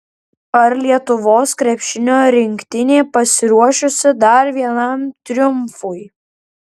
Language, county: Lithuanian, Klaipėda